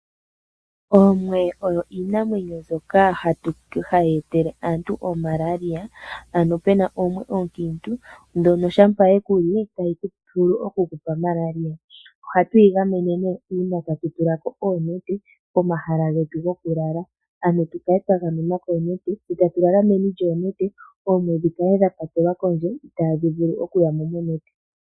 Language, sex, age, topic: Oshiwambo, female, 25-35, agriculture